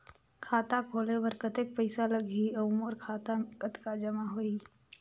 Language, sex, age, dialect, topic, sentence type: Chhattisgarhi, female, 18-24, Northern/Bhandar, banking, question